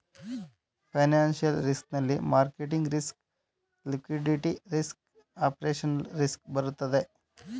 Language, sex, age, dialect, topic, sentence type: Kannada, male, 25-30, Mysore Kannada, banking, statement